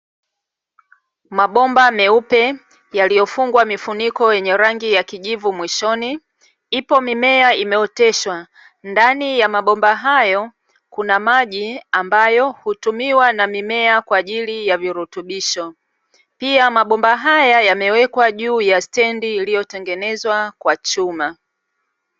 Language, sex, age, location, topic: Swahili, female, 36-49, Dar es Salaam, agriculture